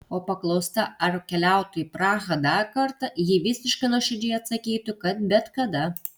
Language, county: Lithuanian, Kaunas